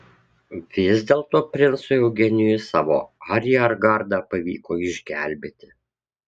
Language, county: Lithuanian, Kaunas